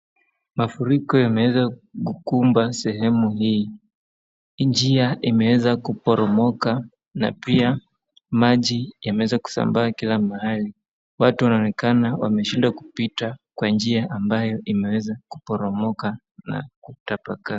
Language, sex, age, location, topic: Swahili, male, 25-35, Wajir, health